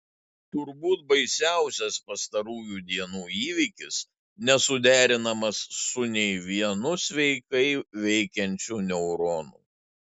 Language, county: Lithuanian, Šiauliai